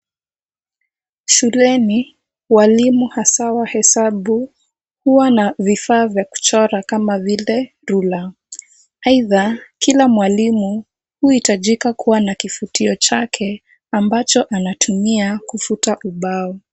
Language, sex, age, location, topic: Swahili, female, 18-24, Kisumu, education